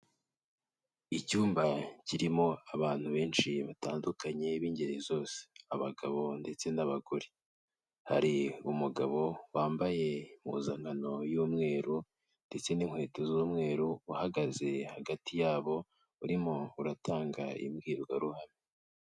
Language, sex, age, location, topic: Kinyarwanda, male, 18-24, Kigali, health